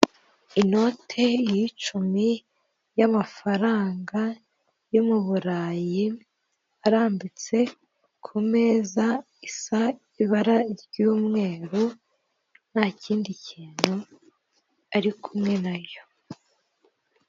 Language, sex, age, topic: Kinyarwanda, female, 18-24, finance